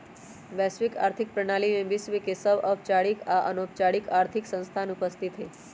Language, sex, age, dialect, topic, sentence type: Magahi, female, 18-24, Western, banking, statement